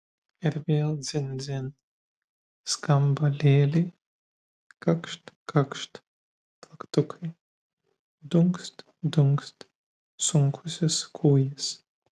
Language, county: Lithuanian, Vilnius